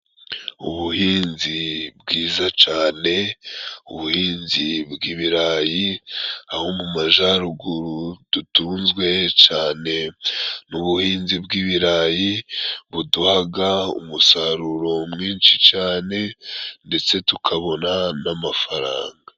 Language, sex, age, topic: Kinyarwanda, male, 25-35, agriculture